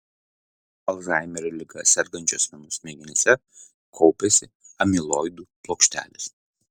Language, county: Lithuanian, Vilnius